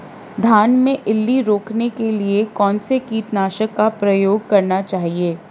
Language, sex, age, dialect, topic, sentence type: Hindi, female, 31-35, Marwari Dhudhari, agriculture, question